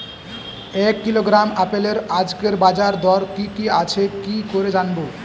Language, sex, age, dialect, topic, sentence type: Bengali, male, 18-24, Standard Colloquial, agriculture, question